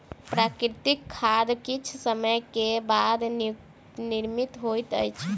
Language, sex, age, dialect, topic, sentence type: Maithili, female, 18-24, Southern/Standard, agriculture, statement